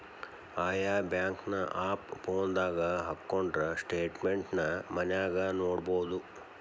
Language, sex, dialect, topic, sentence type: Kannada, male, Dharwad Kannada, banking, statement